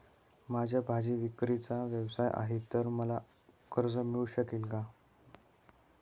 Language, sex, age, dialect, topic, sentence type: Marathi, male, 18-24, Standard Marathi, banking, question